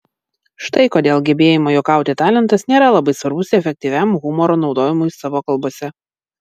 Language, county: Lithuanian, Vilnius